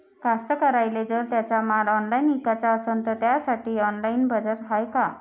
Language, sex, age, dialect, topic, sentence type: Marathi, female, 51-55, Varhadi, agriculture, statement